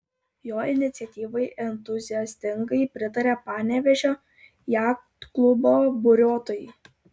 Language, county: Lithuanian, Klaipėda